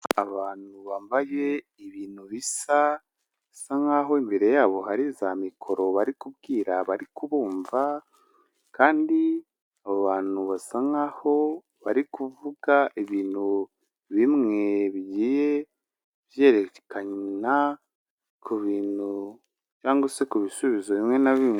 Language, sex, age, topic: Kinyarwanda, male, 25-35, government